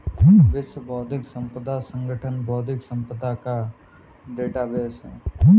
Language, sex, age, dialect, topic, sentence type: Hindi, male, 18-24, Kanauji Braj Bhasha, banking, statement